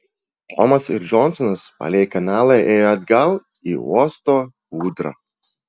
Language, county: Lithuanian, Vilnius